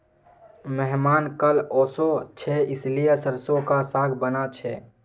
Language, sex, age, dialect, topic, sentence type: Magahi, female, 56-60, Northeastern/Surjapuri, agriculture, statement